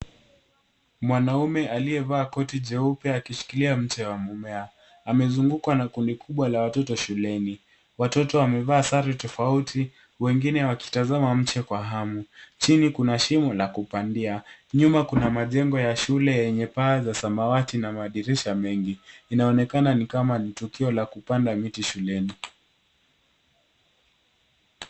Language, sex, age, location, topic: Swahili, male, 18-24, Nairobi, government